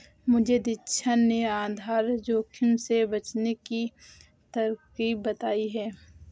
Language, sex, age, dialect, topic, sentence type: Hindi, female, 18-24, Awadhi Bundeli, banking, statement